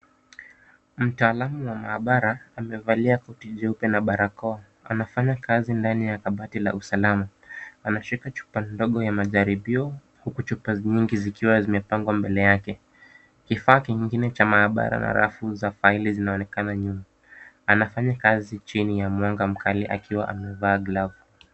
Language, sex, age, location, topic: Swahili, male, 25-35, Kisumu, health